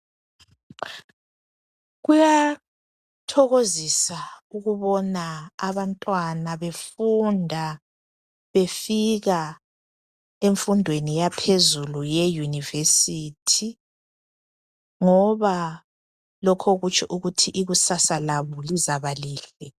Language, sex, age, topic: North Ndebele, male, 25-35, education